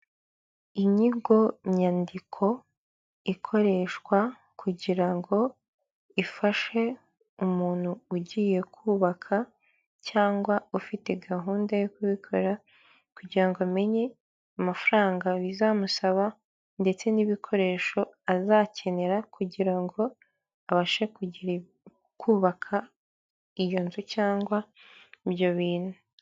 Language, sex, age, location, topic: Kinyarwanda, male, 50+, Kigali, finance